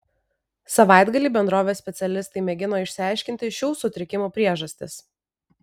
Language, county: Lithuanian, Vilnius